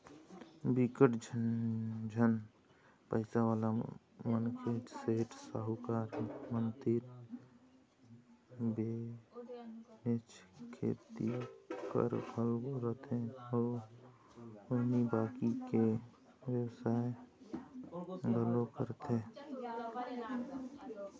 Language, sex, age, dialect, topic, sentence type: Chhattisgarhi, male, 18-24, Eastern, banking, statement